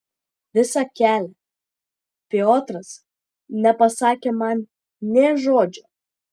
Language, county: Lithuanian, Vilnius